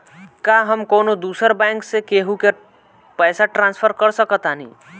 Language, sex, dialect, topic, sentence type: Bhojpuri, male, Northern, banking, statement